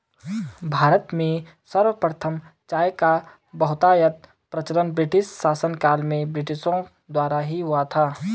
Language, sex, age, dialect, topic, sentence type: Hindi, male, 18-24, Garhwali, agriculture, statement